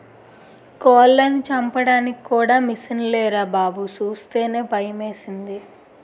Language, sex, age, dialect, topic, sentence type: Telugu, female, 56-60, Utterandhra, agriculture, statement